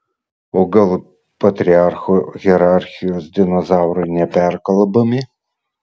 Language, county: Lithuanian, Vilnius